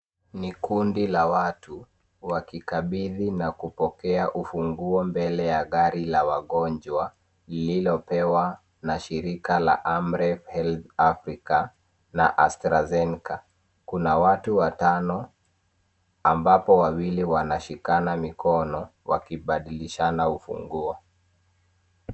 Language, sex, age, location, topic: Swahili, male, 18-24, Nairobi, health